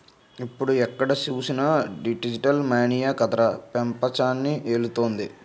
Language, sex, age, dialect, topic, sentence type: Telugu, male, 18-24, Utterandhra, banking, statement